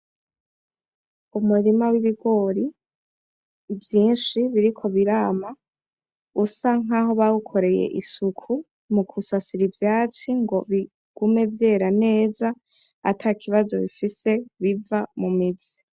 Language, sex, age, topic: Rundi, female, 18-24, agriculture